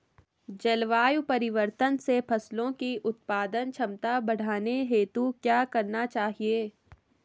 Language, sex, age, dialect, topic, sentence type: Hindi, female, 18-24, Garhwali, agriculture, question